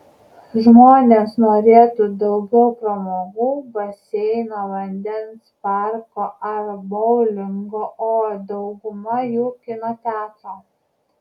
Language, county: Lithuanian, Kaunas